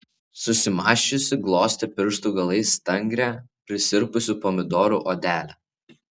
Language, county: Lithuanian, Vilnius